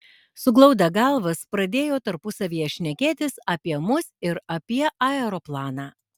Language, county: Lithuanian, Alytus